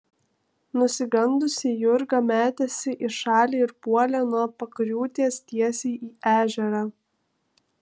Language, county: Lithuanian, Kaunas